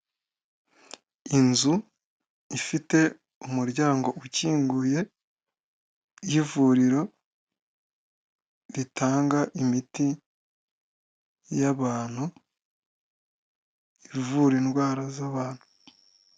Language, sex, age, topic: Kinyarwanda, male, 18-24, health